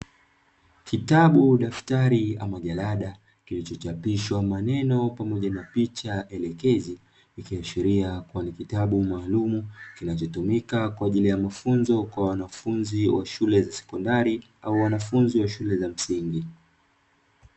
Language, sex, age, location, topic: Swahili, male, 25-35, Dar es Salaam, education